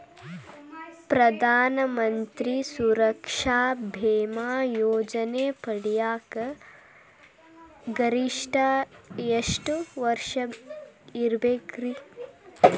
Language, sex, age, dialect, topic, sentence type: Kannada, male, 18-24, Dharwad Kannada, banking, question